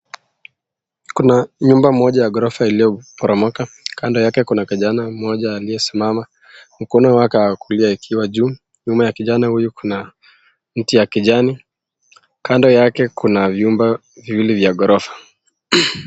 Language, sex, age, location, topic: Swahili, male, 18-24, Nakuru, health